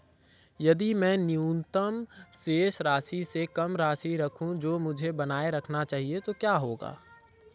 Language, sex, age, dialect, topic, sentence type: Hindi, female, 18-24, Marwari Dhudhari, banking, question